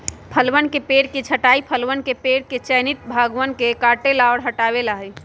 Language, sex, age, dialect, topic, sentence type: Magahi, male, 36-40, Western, agriculture, statement